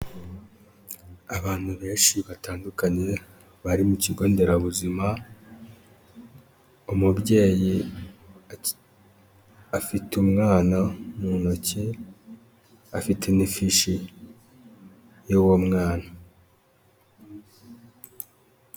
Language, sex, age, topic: Kinyarwanda, male, 25-35, health